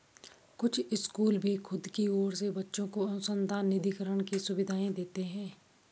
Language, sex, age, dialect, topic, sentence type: Hindi, female, 31-35, Garhwali, banking, statement